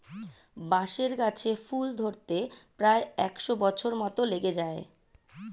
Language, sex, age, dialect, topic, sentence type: Bengali, female, 36-40, Standard Colloquial, agriculture, statement